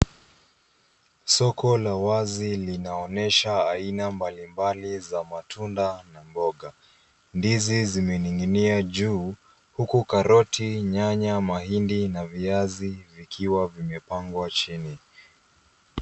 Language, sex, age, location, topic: Swahili, male, 25-35, Nairobi, finance